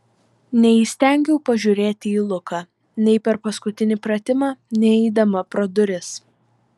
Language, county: Lithuanian, Vilnius